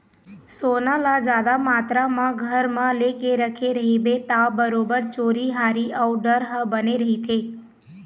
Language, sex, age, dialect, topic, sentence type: Chhattisgarhi, female, 18-24, Eastern, banking, statement